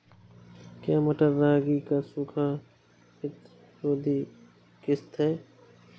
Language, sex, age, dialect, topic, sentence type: Hindi, male, 18-24, Awadhi Bundeli, agriculture, question